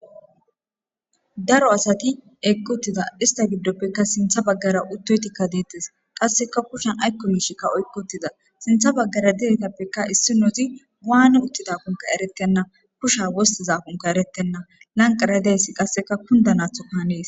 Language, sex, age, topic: Gamo, female, 25-35, government